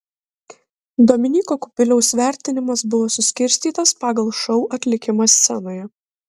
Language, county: Lithuanian, Kaunas